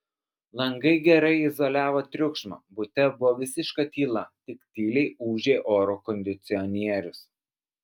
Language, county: Lithuanian, Alytus